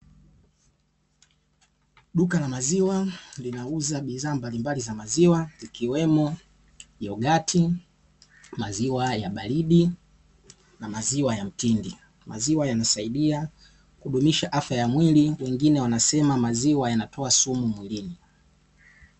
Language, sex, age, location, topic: Swahili, male, 18-24, Dar es Salaam, finance